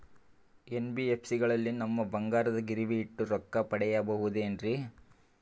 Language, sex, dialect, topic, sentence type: Kannada, male, Northeastern, banking, question